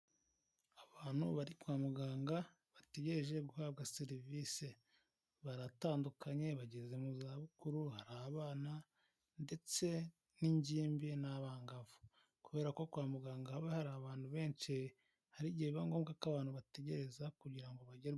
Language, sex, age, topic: Kinyarwanda, male, 18-24, health